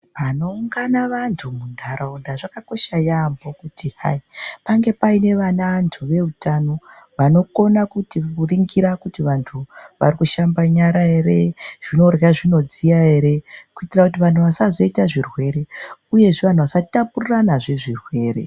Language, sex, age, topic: Ndau, female, 36-49, health